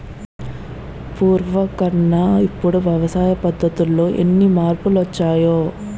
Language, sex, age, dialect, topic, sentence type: Telugu, female, 25-30, Utterandhra, agriculture, statement